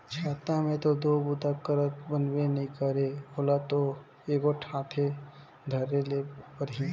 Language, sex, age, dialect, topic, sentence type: Chhattisgarhi, male, 25-30, Northern/Bhandar, agriculture, statement